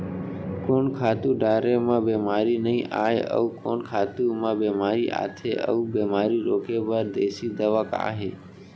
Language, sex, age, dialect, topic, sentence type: Chhattisgarhi, male, 18-24, Central, agriculture, question